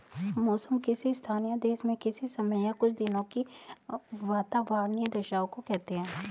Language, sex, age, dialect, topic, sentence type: Hindi, female, 36-40, Hindustani Malvi Khadi Boli, agriculture, statement